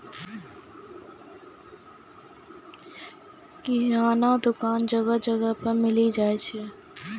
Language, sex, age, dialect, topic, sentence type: Maithili, female, 18-24, Angika, agriculture, statement